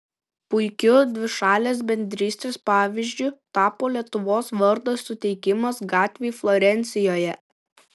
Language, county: Lithuanian, Šiauliai